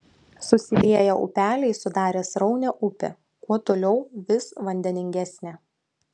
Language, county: Lithuanian, Utena